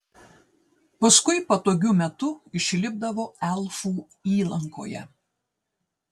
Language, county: Lithuanian, Telšiai